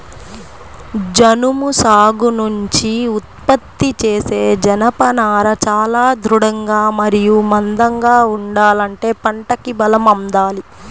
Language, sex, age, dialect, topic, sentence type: Telugu, female, 25-30, Central/Coastal, agriculture, statement